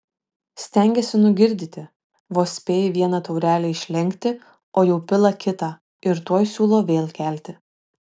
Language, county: Lithuanian, Šiauliai